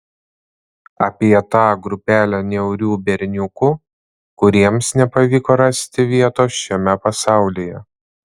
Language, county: Lithuanian, Panevėžys